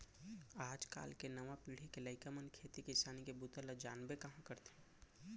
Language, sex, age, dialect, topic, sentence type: Chhattisgarhi, male, 25-30, Central, agriculture, statement